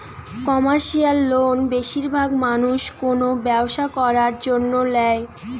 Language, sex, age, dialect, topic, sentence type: Bengali, female, 18-24, Western, banking, statement